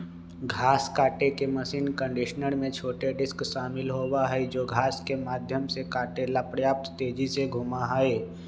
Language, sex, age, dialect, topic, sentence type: Magahi, male, 25-30, Western, agriculture, statement